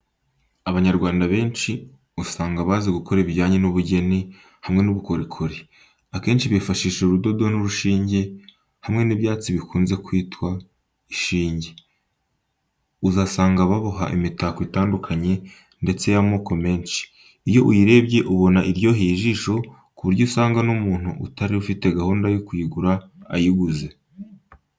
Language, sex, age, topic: Kinyarwanda, male, 18-24, education